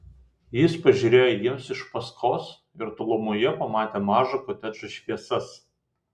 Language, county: Lithuanian, Vilnius